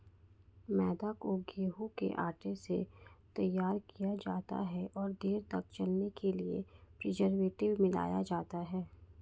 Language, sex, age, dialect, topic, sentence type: Hindi, female, 56-60, Marwari Dhudhari, agriculture, statement